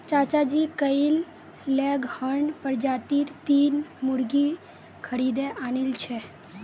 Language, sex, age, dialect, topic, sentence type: Magahi, female, 18-24, Northeastern/Surjapuri, agriculture, statement